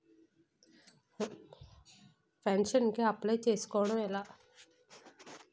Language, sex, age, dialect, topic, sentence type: Telugu, female, 36-40, Utterandhra, banking, question